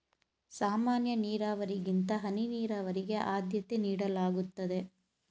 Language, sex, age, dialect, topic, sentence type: Kannada, female, 36-40, Mysore Kannada, agriculture, statement